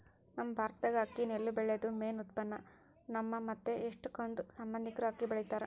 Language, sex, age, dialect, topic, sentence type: Kannada, male, 60-100, Central, agriculture, statement